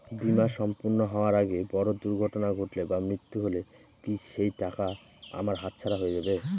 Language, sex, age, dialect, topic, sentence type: Bengali, male, 18-24, Northern/Varendri, banking, question